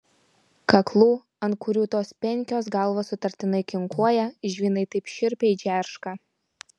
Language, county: Lithuanian, Vilnius